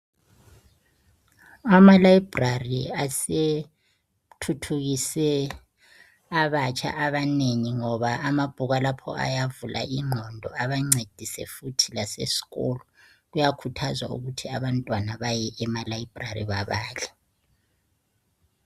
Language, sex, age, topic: North Ndebele, female, 36-49, education